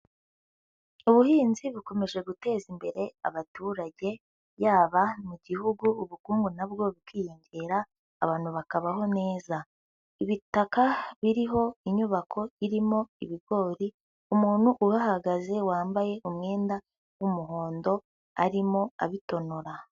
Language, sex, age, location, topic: Kinyarwanda, female, 18-24, Huye, agriculture